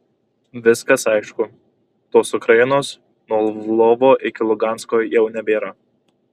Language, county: Lithuanian, Kaunas